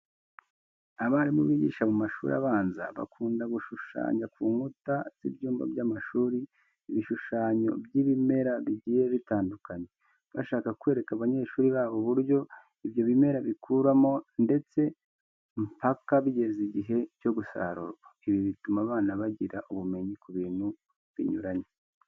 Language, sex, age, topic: Kinyarwanda, male, 25-35, education